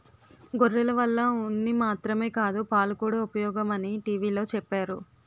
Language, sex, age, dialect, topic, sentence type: Telugu, female, 18-24, Utterandhra, agriculture, statement